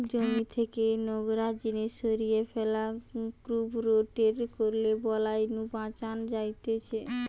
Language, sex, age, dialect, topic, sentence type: Bengali, female, 18-24, Western, agriculture, statement